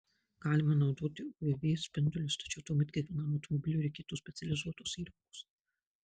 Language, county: Lithuanian, Marijampolė